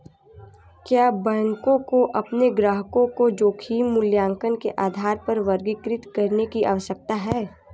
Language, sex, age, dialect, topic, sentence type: Hindi, female, 18-24, Hindustani Malvi Khadi Boli, banking, question